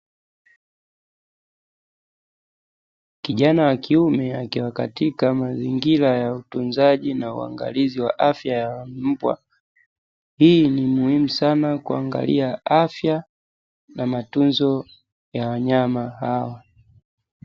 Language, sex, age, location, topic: Swahili, male, 18-24, Dar es Salaam, agriculture